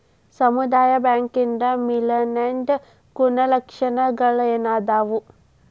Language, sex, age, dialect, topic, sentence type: Kannada, female, 18-24, Dharwad Kannada, banking, statement